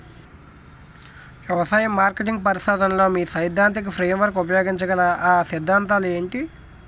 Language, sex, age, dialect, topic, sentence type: Telugu, male, 18-24, Utterandhra, agriculture, question